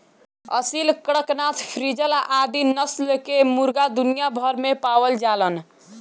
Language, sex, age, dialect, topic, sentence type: Bhojpuri, male, 18-24, Northern, agriculture, statement